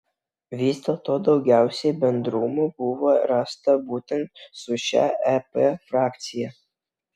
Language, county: Lithuanian, Vilnius